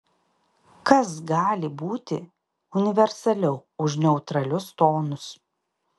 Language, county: Lithuanian, Panevėžys